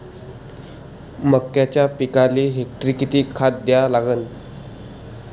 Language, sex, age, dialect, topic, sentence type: Marathi, male, 25-30, Varhadi, agriculture, question